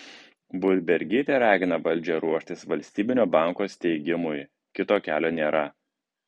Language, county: Lithuanian, Kaunas